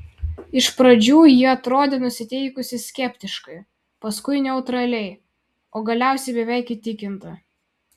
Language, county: Lithuanian, Vilnius